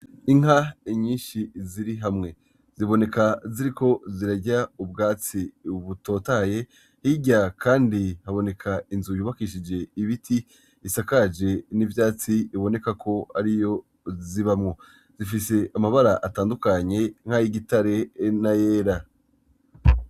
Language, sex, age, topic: Rundi, male, 25-35, agriculture